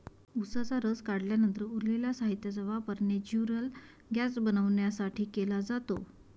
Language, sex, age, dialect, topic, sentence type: Marathi, female, 31-35, Varhadi, agriculture, statement